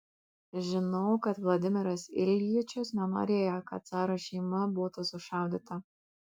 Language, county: Lithuanian, Kaunas